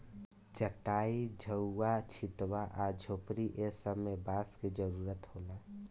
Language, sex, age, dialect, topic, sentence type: Bhojpuri, male, 25-30, Southern / Standard, agriculture, statement